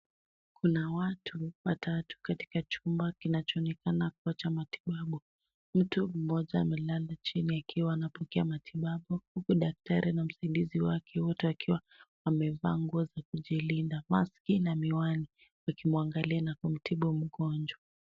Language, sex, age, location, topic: Swahili, female, 18-24, Nairobi, health